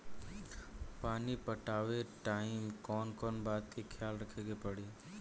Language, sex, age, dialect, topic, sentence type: Bhojpuri, male, 18-24, Southern / Standard, agriculture, question